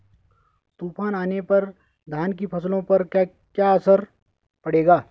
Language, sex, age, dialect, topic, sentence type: Hindi, male, 36-40, Garhwali, agriculture, question